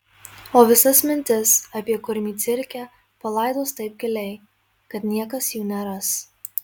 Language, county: Lithuanian, Marijampolė